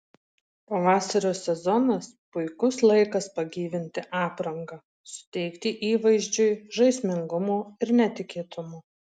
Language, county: Lithuanian, Marijampolė